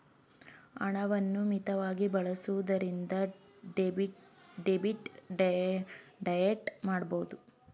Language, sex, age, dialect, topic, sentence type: Kannada, female, 18-24, Mysore Kannada, banking, statement